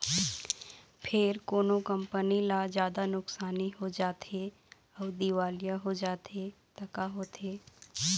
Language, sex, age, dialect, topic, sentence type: Chhattisgarhi, female, 31-35, Eastern, banking, statement